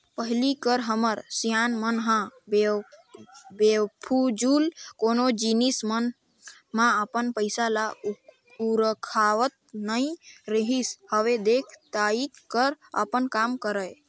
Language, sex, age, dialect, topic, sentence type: Chhattisgarhi, male, 25-30, Northern/Bhandar, banking, statement